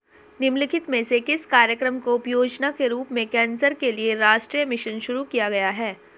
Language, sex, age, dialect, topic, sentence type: Hindi, female, 18-24, Hindustani Malvi Khadi Boli, banking, question